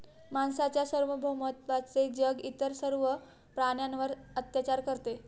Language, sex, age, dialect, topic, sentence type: Marathi, female, 60-100, Standard Marathi, agriculture, statement